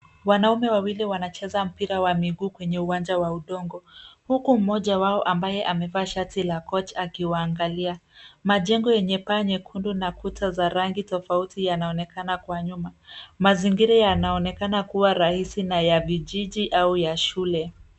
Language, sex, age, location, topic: Swahili, female, 18-24, Nairobi, education